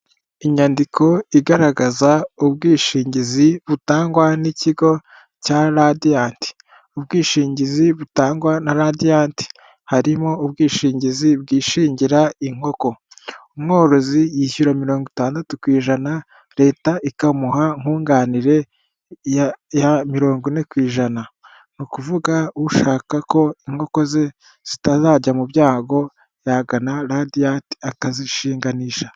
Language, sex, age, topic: Kinyarwanda, male, 18-24, finance